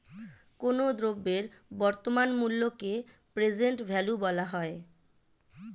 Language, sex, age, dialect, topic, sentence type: Bengali, female, 36-40, Standard Colloquial, banking, statement